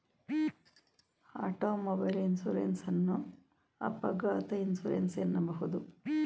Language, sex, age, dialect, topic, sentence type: Kannada, female, 56-60, Mysore Kannada, banking, statement